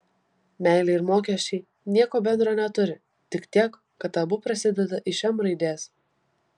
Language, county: Lithuanian, Vilnius